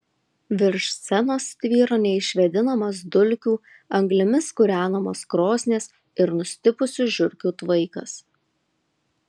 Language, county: Lithuanian, Kaunas